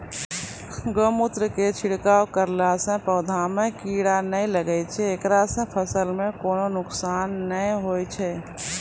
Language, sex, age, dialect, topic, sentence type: Maithili, female, 36-40, Angika, agriculture, question